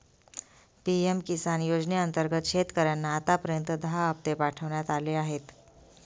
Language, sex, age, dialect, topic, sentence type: Marathi, female, 25-30, Northern Konkan, agriculture, statement